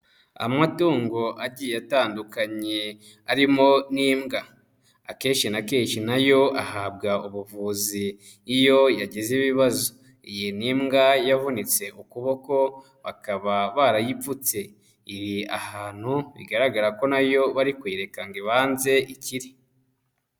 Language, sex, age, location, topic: Kinyarwanda, male, 25-35, Kigali, agriculture